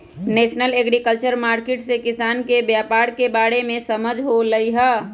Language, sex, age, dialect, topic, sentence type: Magahi, female, 25-30, Western, agriculture, statement